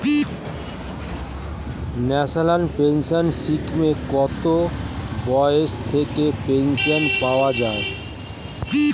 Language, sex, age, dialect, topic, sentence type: Bengali, male, 41-45, Standard Colloquial, banking, question